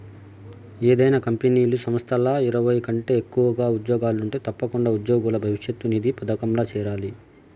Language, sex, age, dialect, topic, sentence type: Telugu, male, 46-50, Southern, banking, statement